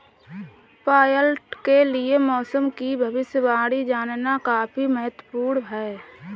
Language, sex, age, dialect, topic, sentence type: Hindi, female, 18-24, Awadhi Bundeli, agriculture, statement